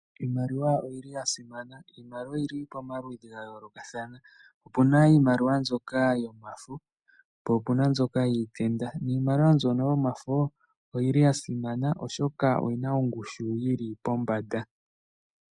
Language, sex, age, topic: Oshiwambo, male, 18-24, finance